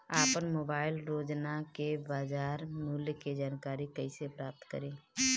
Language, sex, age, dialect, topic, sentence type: Bhojpuri, female, 25-30, Northern, agriculture, question